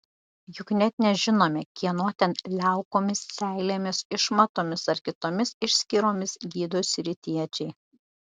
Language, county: Lithuanian, Šiauliai